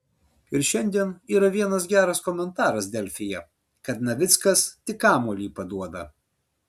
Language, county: Lithuanian, Vilnius